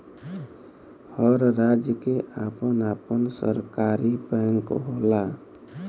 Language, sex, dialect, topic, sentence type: Bhojpuri, male, Western, banking, statement